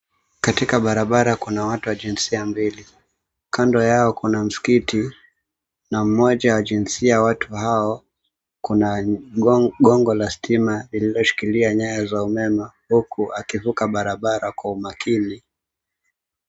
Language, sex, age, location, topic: Swahili, male, 18-24, Mombasa, government